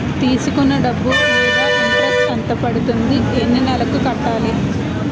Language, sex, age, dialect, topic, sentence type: Telugu, female, 18-24, Utterandhra, banking, question